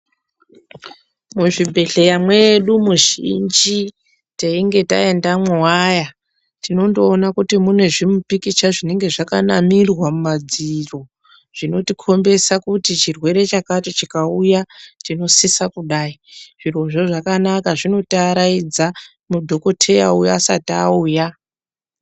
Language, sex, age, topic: Ndau, female, 18-24, health